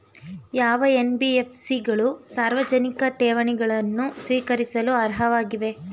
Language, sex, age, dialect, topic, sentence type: Kannada, female, 18-24, Mysore Kannada, banking, question